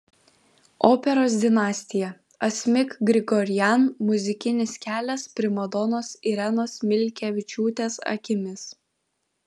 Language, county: Lithuanian, Vilnius